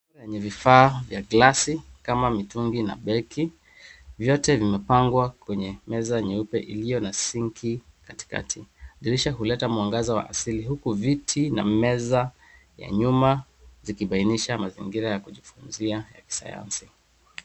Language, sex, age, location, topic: Swahili, male, 36-49, Nairobi, education